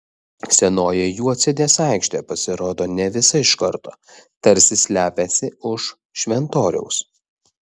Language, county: Lithuanian, Vilnius